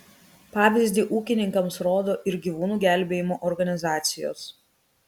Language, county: Lithuanian, Kaunas